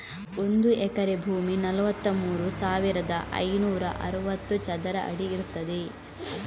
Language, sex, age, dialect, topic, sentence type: Kannada, female, 18-24, Coastal/Dakshin, agriculture, statement